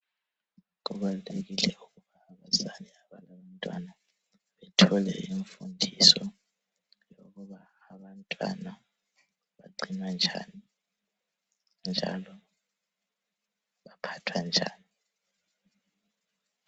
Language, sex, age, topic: North Ndebele, male, 18-24, health